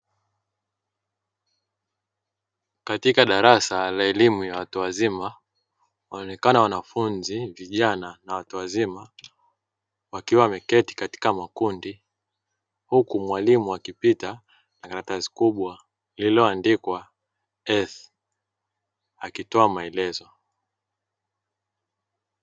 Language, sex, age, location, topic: Swahili, male, 25-35, Dar es Salaam, education